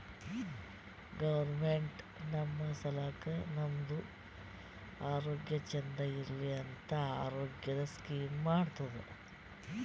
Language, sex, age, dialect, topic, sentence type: Kannada, female, 46-50, Northeastern, banking, statement